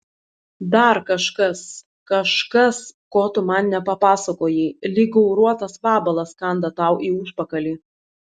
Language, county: Lithuanian, Šiauliai